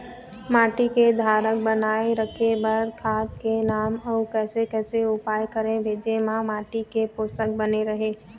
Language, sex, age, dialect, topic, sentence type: Chhattisgarhi, female, 18-24, Eastern, agriculture, question